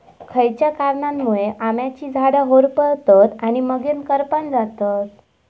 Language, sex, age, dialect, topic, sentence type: Marathi, female, 18-24, Southern Konkan, agriculture, question